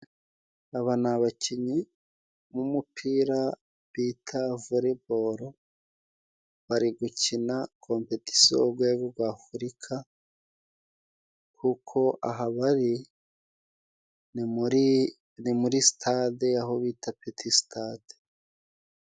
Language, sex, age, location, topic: Kinyarwanda, male, 36-49, Musanze, government